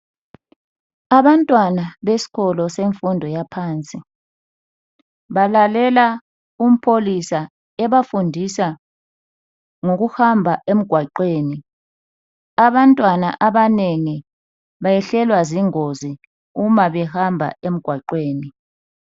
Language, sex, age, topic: North Ndebele, female, 36-49, health